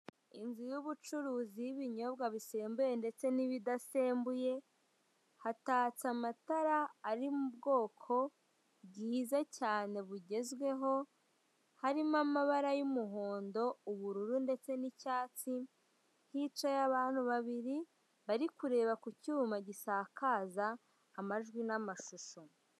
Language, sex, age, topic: Kinyarwanda, female, 18-24, finance